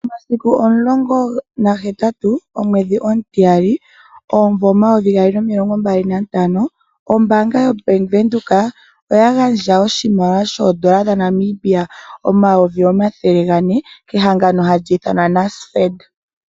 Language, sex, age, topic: Oshiwambo, female, 25-35, finance